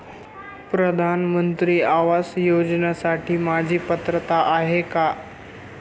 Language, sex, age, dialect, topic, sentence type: Marathi, male, 18-24, Standard Marathi, banking, question